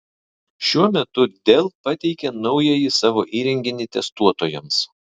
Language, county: Lithuanian, Vilnius